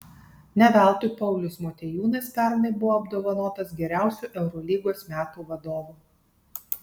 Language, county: Lithuanian, Kaunas